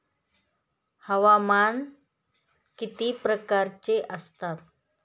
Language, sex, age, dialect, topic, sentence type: Marathi, female, 31-35, Northern Konkan, agriculture, question